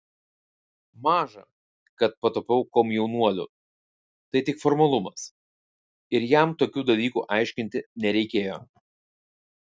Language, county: Lithuanian, Vilnius